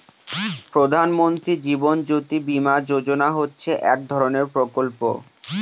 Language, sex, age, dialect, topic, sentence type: Bengali, male, 25-30, Northern/Varendri, banking, statement